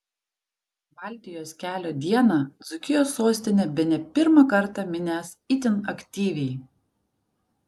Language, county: Lithuanian, Vilnius